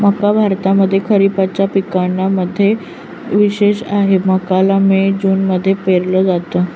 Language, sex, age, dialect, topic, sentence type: Marathi, female, 25-30, Northern Konkan, agriculture, statement